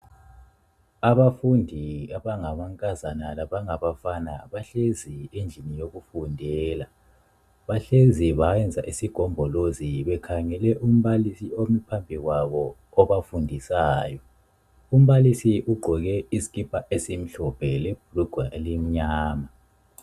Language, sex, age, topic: North Ndebele, male, 25-35, education